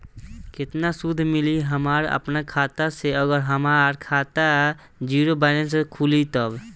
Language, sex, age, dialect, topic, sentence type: Bhojpuri, male, 18-24, Southern / Standard, banking, question